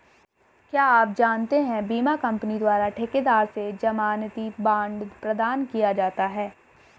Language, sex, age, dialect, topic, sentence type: Hindi, female, 18-24, Hindustani Malvi Khadi Boli, banking, statement